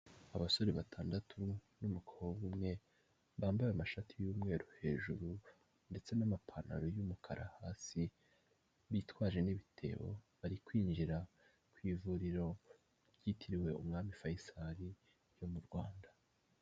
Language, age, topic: Kinyarwanda, 18-24, health